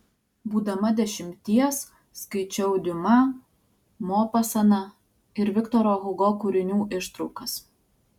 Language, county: Lithuanian, Alytus